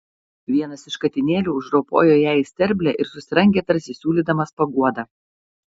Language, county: Lithuanian, Klaipėda